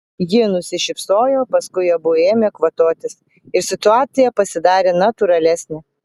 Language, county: Lithuanian, Vilnius